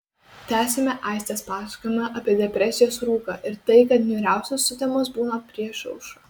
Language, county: Lithuanian, Kaunas